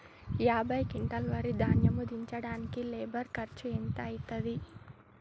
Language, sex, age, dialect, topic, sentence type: Telugu, female, 18-24, Telangana, agriculture, question